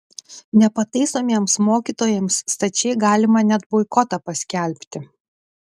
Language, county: Lithuanian, Klaipėda